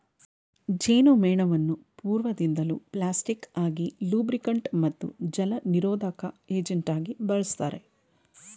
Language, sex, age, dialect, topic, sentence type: Kannada, female, 31-35, Mysore Kannada, agriculture, statement